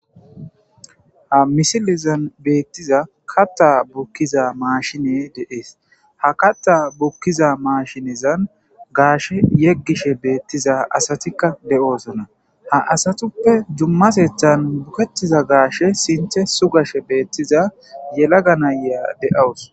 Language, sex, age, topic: Gamo, male, 18-24, agriculture